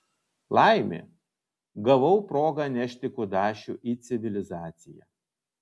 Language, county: Lithuanian, Vilnius